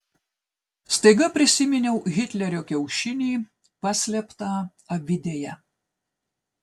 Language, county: Lithuanian, Telšiai